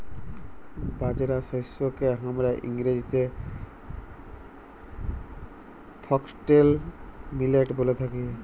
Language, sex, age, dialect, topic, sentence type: Bengali, female, 31-35, Jharkhandi, agriculture, statement